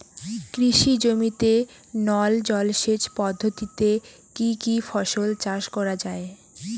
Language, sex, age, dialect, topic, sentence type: Bengali, female, 18-24, Rajbangshi, agriculture, question